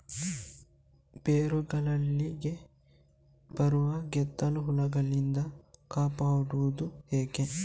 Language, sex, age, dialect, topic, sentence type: Kannada, male, 25-30, Coastal/Dakshin, agriculture, question